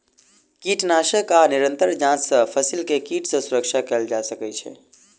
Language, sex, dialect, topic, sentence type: Maithili, male, Southern/Standard, agriculture, statement